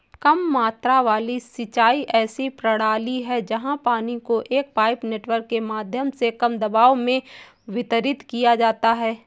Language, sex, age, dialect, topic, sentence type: Hindi, female, 18-24, Awadhi Bundeli, agriculture, statement